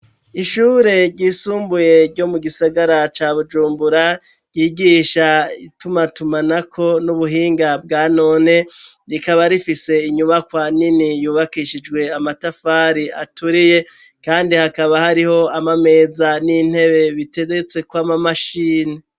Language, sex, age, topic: Rundi, male, 36-49, education